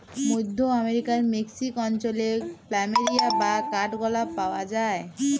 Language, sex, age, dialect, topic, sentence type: Bengali, female, 41-45, Jharkhandi, agriculture, statement